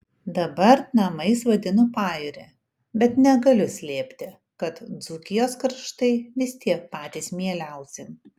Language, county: Lithuanian, Kaunas